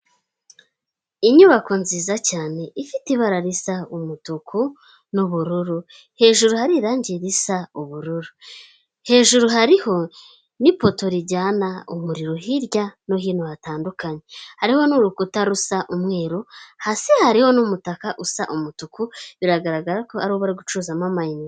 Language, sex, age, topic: Kinyarwanda, female, 18-24, government